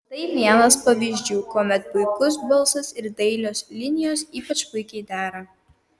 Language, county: Lithuanian, Kaunas